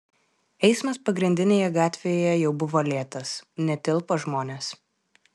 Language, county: Lithuanian, Klaipėda